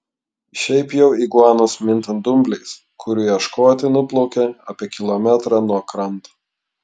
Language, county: Lithuanian, Klaipėda